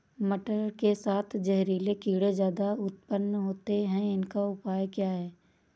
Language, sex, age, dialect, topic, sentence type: Hindi, female, 31-35, Awadhi Bundeli, agriculture, question